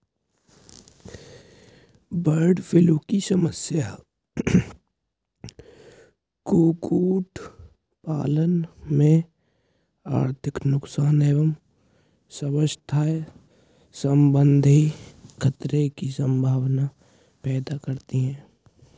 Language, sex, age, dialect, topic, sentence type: Hindi, male, 18-24, Hindustani Malvi Khadi Boli, agriculture, statement